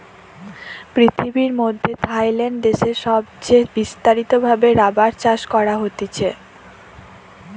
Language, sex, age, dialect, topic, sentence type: Bengali, female, 18-24, Western, agriculture, statement